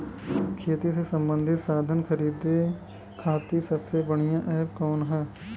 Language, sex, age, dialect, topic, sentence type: Bhojpuri, male, 25-30, Western, agriculture, question